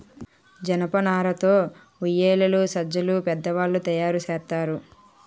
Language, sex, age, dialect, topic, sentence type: Telugu, female, 41-45, Utterandhra, agriculture, statement